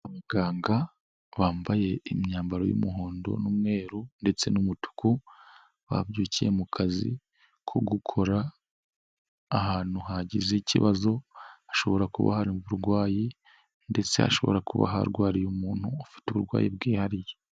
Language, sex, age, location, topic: Kinyarwanda, male, 25-35, Nyagatare, health